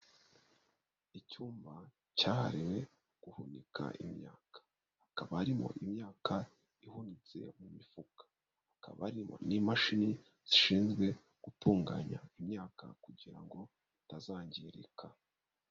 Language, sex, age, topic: Kinyarwanda, male, 25-35, agriculture